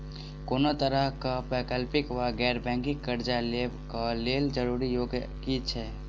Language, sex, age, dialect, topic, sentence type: Maithili, male, 18-24, Southern/Standard, banking, question